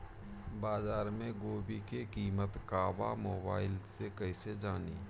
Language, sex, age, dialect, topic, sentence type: Bhojpuri, male, 31-35, Northern, agriculture, question